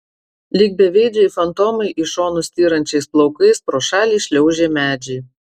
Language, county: Lithuanian, Marijampolė